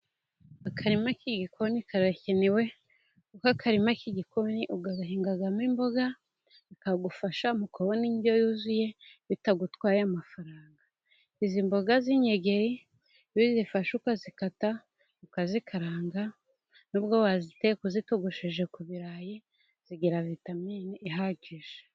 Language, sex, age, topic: Kinyarwanda, female, 18-24, agriculture